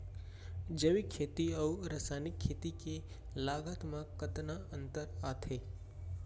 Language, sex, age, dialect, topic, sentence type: Chhattisgarhi, male, 25-30, Central, agriculture, question